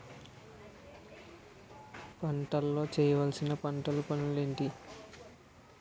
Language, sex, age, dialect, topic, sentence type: Telugu, male, 18-24, Utterandhra, agriculture, question